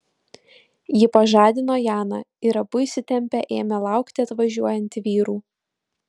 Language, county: Lithuanian, Utena